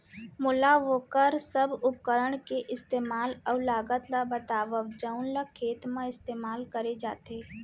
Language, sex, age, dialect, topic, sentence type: Chhattisgarhi, female, 60-100, Central, agriculture, question